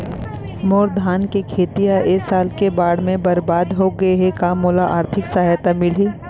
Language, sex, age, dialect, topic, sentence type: Chhattisgarhi, female, 25-30, Central, agriculture, question